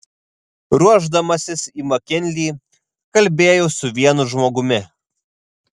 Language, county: Lithuanian, Vilnius